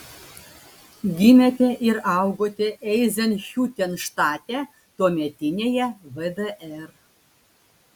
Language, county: Lithuanian, Klaipėda